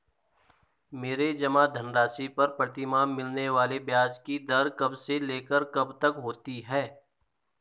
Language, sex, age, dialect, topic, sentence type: Hindi, male, 18-24, Garhwali, banking, question